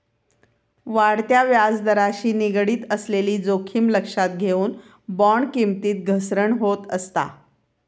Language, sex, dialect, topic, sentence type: Marathi, female, Southern Konkan, banking, statement